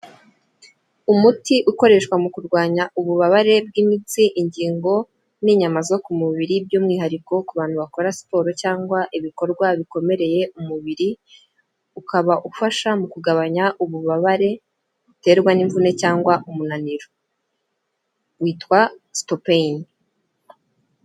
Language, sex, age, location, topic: Kinyarwanda, female, 18-24, Kigali, health